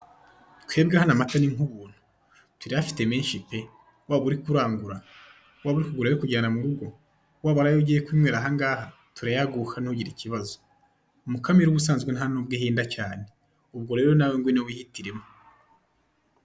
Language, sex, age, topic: Kinyarwanda, male, 25-35, finance